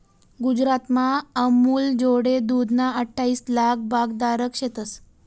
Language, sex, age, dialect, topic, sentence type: Marathi, female, 18-24, Northern Konkan, agriculture, statement